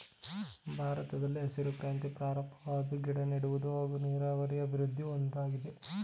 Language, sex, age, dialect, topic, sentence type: Kannada, male, 25-30, Mysore Kannada, agriculture, statement